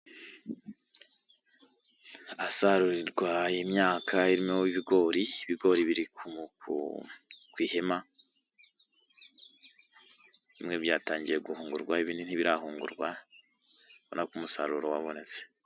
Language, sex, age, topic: Kinyarwanda, male, 25-35, agriculture